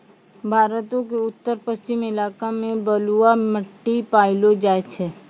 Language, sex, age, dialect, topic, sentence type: Maithili, female, 25-30, Angika, agriculture, statement